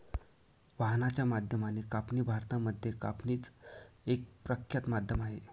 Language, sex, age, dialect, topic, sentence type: Marathi, male, 25-30, Northern Konkan, agriculture, statement